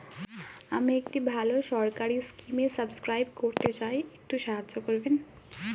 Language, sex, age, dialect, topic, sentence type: Bengali, female, 18-24, Standard Colloquial, banking, question